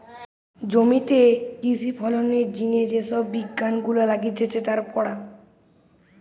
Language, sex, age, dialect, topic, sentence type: Bengali, male, 36-40, Western, agriculture, statement